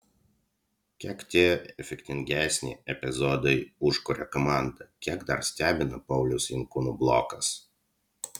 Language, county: Lithuanian, Utena